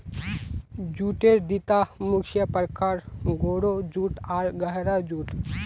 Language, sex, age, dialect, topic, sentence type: Magahi, male, 25-30, Northeastern/Surjapuri, agriculture, statement